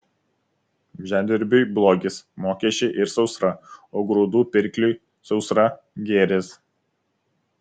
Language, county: Lithuanian, Vilnius